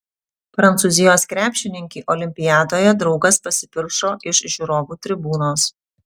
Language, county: Lithuanian, Utena